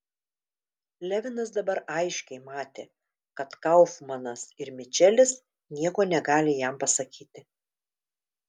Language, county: Lithuanian, Telšiai